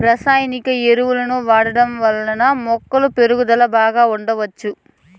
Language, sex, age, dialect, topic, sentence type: Telugu, female, 18-24, Southern, agriculture, statement